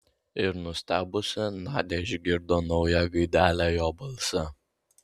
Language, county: Lithuanian, Vilnius